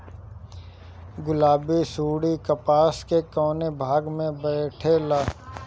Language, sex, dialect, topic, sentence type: Bhojpuri, male, Northern, agriculture, question